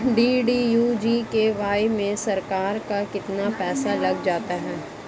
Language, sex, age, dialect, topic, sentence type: Hindi, female, 31-35, Marwari Dhudhari, banking, statement